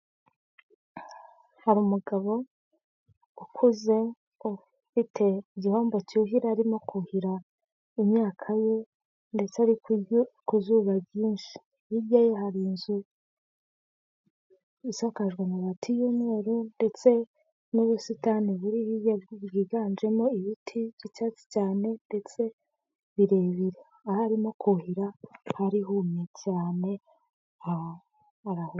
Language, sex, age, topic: Kinyarwanda, female, 25-35, agriculture